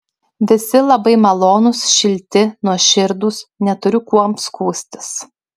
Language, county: Lithuanian, Klaipėda